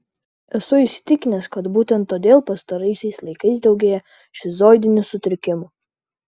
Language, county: Lithuanian, Vilnius